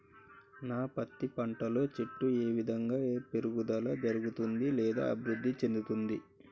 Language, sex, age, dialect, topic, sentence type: Telugu, male, 36-40, Telangana, agriculture, question